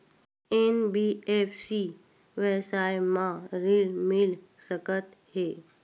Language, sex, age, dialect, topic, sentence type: Chhattisgarhi, female, 51-55, Western/Budati/Khatahi, banking, question